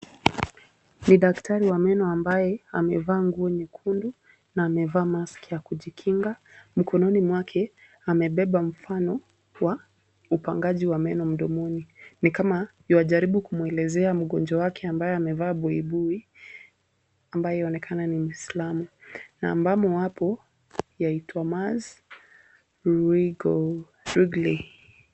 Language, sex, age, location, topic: Swahili, female, 18-24, Kisumu, health